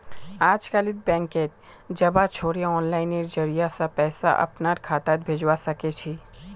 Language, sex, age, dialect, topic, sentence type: Magahi, male, 18-24, Northeastern/Surjapuri, banking, statement